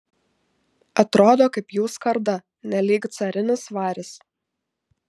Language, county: Lithuanian, Šiauliai